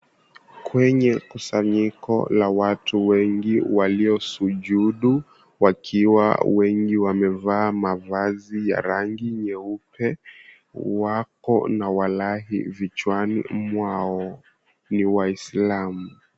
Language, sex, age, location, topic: Swahili, female, 25-35, Mombasa, government